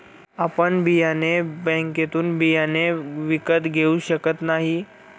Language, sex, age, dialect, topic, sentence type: Marathi, male, 18-24, Standard Marathi, agriculture, statement